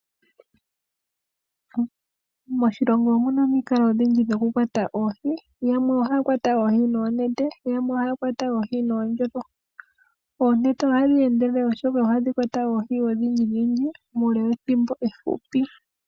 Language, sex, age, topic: Oshiwambo, female, 25-35, agriculture